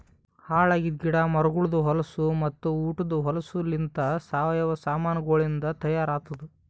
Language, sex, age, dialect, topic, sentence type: Kannada, male, 18-24, Northeastern, agriculture, statement